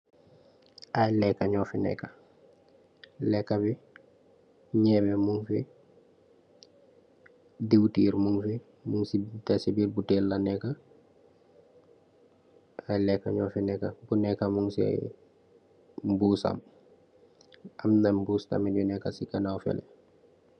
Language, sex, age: Wolof, male, 18-24